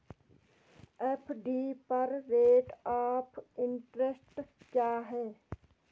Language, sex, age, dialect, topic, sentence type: Hindi, female, 46-50, Garhwali, banking, question